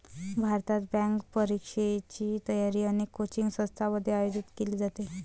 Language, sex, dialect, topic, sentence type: Marathi, female, Varhadi, banking, statement